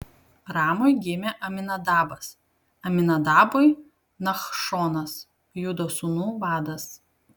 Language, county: Lithuanian, Kaunas